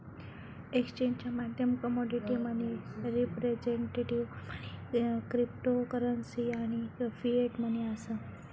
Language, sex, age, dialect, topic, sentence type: Marathi, female, 36-40, Southern Konkan, banking, statement